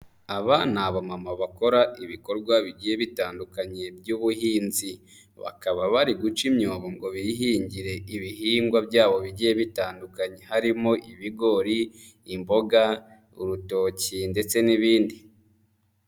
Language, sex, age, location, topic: Kinyarwanda, male, 25-35, Nyagatare, agriculture